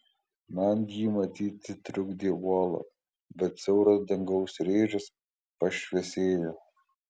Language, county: Lithuanian, Kaunas